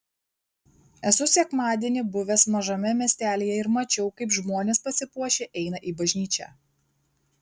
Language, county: Lithuanian, Klaipėda